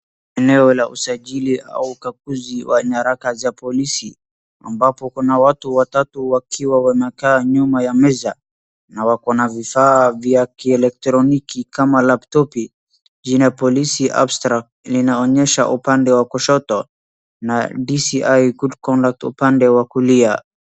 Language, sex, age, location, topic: Swahili, male, 18-24, Wajir, government